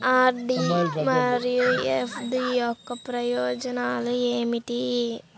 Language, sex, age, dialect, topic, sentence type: Telugu, male, 18-24, Central/Coastal, banking, statement